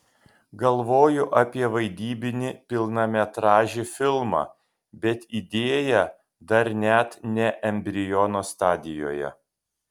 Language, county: Lithuanian, Kaunas